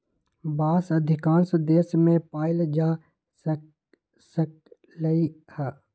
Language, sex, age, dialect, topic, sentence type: Magahi, male, 18-24, Western, agriculture, statement